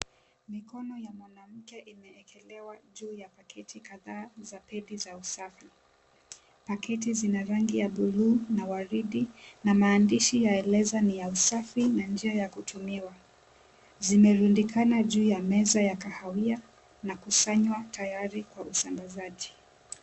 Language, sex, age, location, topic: Swahili, female, 25-35, Mombasa, health